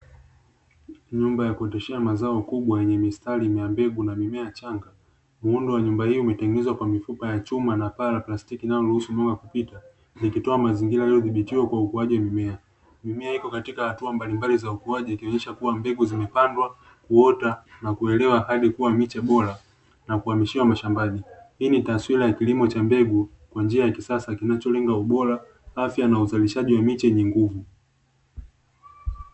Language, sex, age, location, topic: Swahili, male, 25-35, Dar es Salaam, agriculture